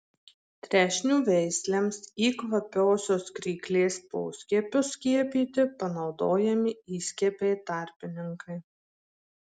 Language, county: Lithuanian, Marijampolė